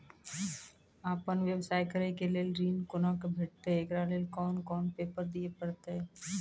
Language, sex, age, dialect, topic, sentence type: Maithili, female, 31-35, Angika, banking, question